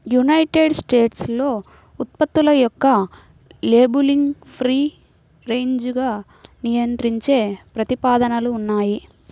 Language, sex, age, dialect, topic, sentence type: Telugu, female, 60-100, Central/Coastal, agriculture, statement